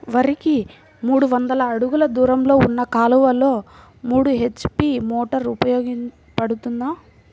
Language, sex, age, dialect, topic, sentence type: Telugu, female, 41-45, Central/Coastal, agriculture, question